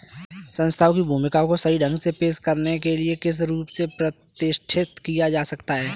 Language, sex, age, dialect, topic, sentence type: Hindi, male, 18-24, Kanauji Braj Bhasha, banking, statement